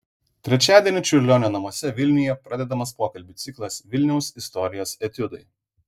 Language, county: Lithuanian, Vilnius